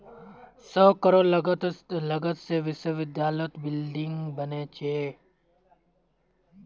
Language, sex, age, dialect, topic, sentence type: Magahi, male, 18-24, Northeastern/Surjapuri, banking, statement